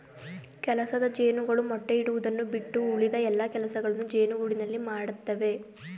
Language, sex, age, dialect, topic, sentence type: Kannada, female, 18-24, Mysore Kannada, agriculture, statement